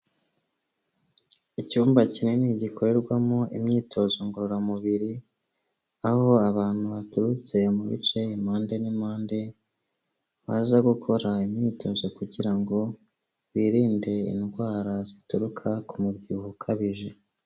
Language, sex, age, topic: Kinyarwanda, male, 25-35, health